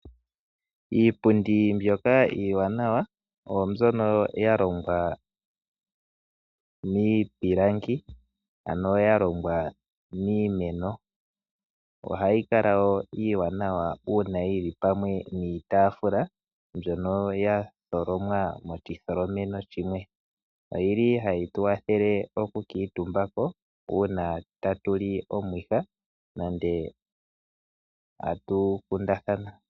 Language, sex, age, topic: Oshiwambo, male, 25-35, finance